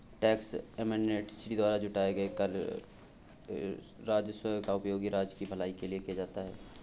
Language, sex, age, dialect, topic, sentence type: Hindi, male, 18-24, Awadhi Bundeli, banking, statement